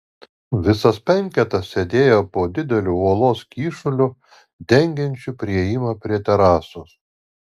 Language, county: Lithuanian, Alytus